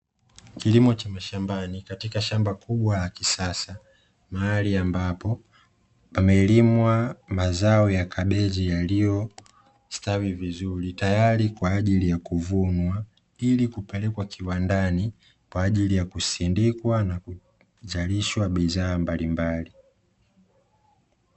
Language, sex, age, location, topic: Swahili, male, 25-35, Dar es Salaam, agriculture